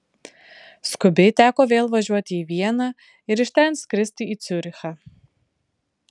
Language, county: Lithuanian, Vilnius